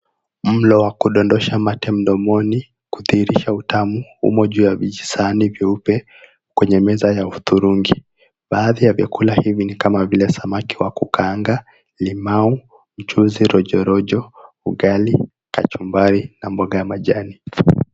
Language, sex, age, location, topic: Swahili, male, 18-24, Mombasa, agriculture